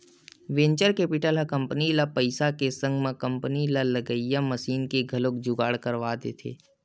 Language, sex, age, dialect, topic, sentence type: Chhattisgarhi, male, 18-24, Western/Budati/Khatahi, banking, statement